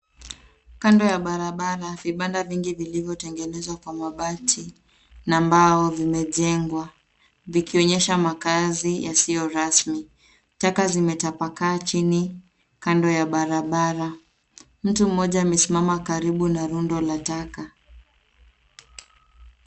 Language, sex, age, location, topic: Swahili, female, 18-24, Nairobi, government